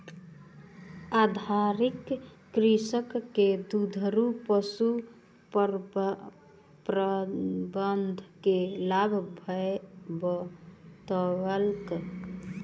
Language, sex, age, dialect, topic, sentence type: Maithili, female, 18-24, Southern/Standard, agriculture, statement